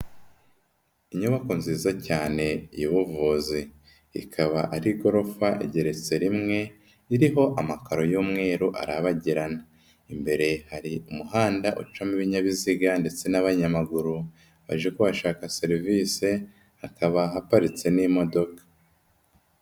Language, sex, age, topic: Kinyarwanda, female, 18-24, health